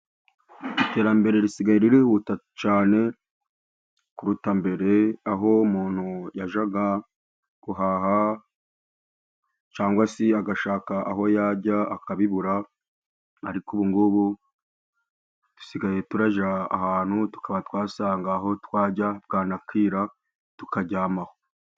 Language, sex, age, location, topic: Kinyarwanda, male, 25-35, Burera, finance